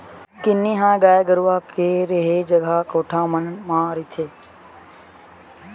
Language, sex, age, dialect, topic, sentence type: Chhattisgarhi, male, 18-24, Western/Budati/Khatahi, agriculture, statement